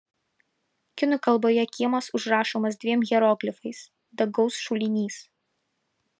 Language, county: Lithuanian, Vilnius